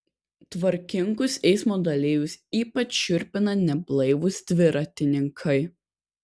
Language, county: Lithuanian, Kaunas